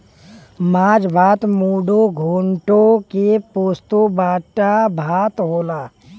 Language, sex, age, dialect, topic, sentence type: Bhojpuri, male, 18-24, Western, agriculture, statement